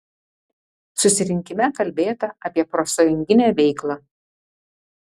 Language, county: Lithuanian, Vilnius